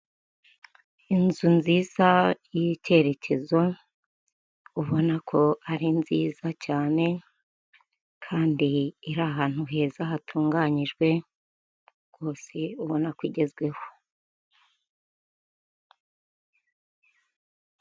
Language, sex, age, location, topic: Kinyarwanda, female, 50+, Kigali, finance